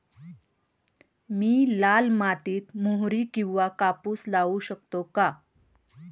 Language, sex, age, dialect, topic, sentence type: Marathi, female, 31-35, Standard Marathi, agriculture, question